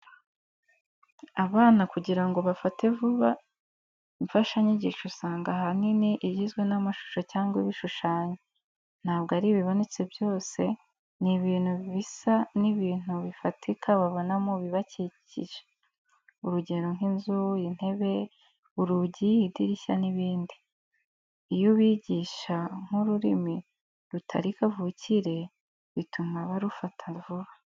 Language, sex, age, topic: Kinyarwanda, female, 18-24, education